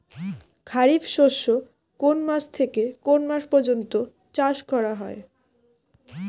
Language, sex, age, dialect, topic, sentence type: Bengali, female, 18-24, Standard Colloquial, agriculture, question